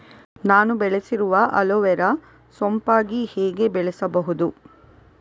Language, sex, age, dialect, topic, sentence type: Kannada, female, 41-45, Coastal/Dakshin, agriculture, question